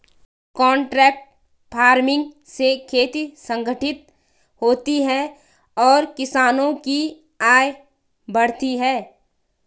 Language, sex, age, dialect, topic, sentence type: Hindi, female, 18-24, Garhwali, agriculture, statement